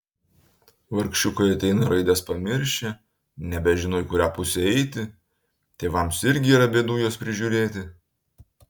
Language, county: Lithuanian, Utena